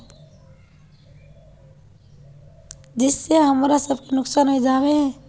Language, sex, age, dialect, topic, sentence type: Magahi, female, 18-24, Northeastern/Surjapuri, agriculture, question